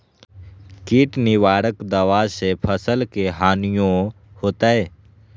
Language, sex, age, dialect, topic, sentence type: Magahi, male, 18-24, Western, agriculture, question